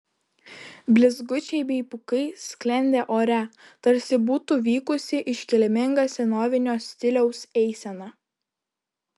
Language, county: Lithuanian, Kaunas